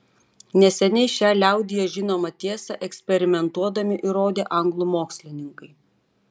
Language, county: Lithuanian, Panevėžys